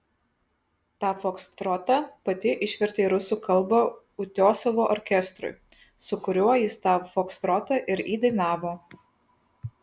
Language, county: Lithuanian, Kaunas